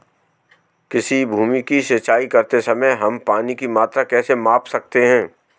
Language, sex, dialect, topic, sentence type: Hindi, male, Marwari Dhudhari, agriculture, question